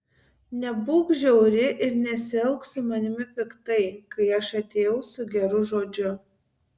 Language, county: Lithuanian, Tauragė